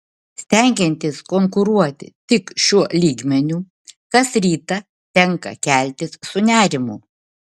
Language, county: Lithuanian, Vilnius